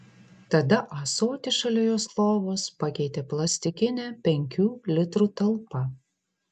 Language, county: Lithuanian, Vilnius